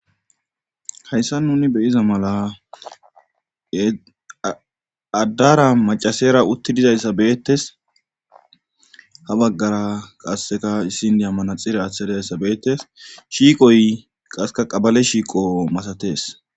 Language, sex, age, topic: Gamo, male, 25-35, government